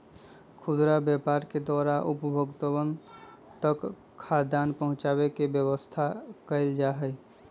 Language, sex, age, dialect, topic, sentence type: Magahi, male, 25-30, Western, agriculture, statement